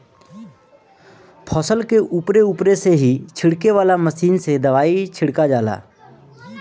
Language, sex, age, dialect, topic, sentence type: Bhojpuri, male, 25-30, Northern, agriculture, statement